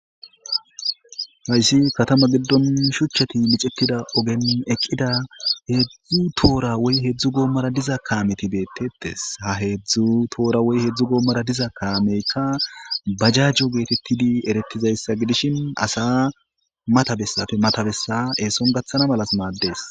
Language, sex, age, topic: Gamo, male, 25-35, government